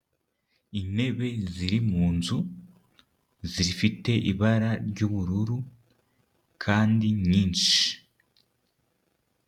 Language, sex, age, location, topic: Kinyarwanda, male, 18-24, Nyagatare, education